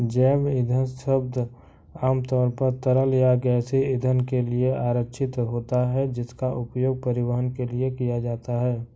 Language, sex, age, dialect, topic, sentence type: Hindi, male, 46-50, Kanauji Braj Bhasha, agriculture, statement